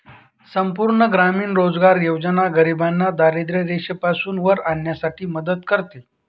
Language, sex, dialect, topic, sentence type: Marathi, male, Northern Konkan, banking, statement